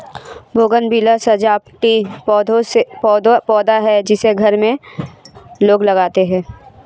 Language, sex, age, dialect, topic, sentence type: Hindi, female, 25-30, Marwari Dhudhari, agriculture, statement